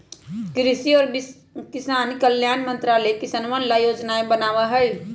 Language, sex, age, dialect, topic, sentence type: Magahi, female, 25-30, Western, agriculture, statement